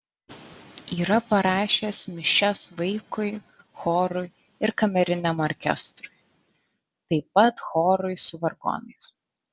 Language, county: Lithuanian, Vilnius